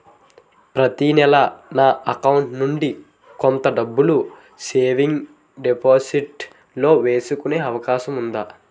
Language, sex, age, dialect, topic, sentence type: Telugu, male, 18-24, Utterandhra, banking, question